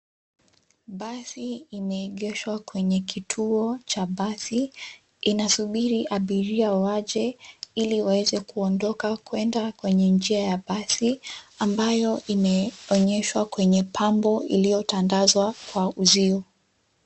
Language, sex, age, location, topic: Swahili, female, 18-24, Nairobi, government